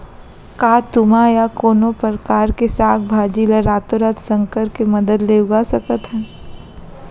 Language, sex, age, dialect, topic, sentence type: Chhattisgarhi, female, 25-30, Central, agriculture, question